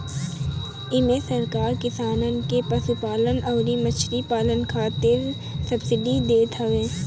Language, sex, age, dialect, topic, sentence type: Bhojpuri, male, 18-24, Northern, agriculture, statement